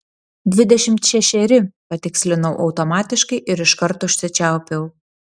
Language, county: Lithuanian, Panevėžys